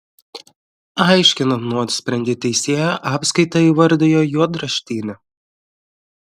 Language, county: Lithuanian, Klaipėda